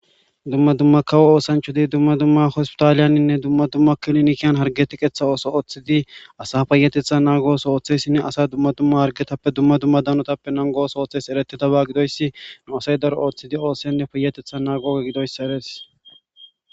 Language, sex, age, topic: Gamo, male, 25-35, government